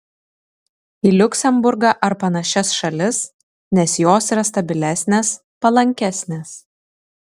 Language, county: Lithuanian, Šiauliai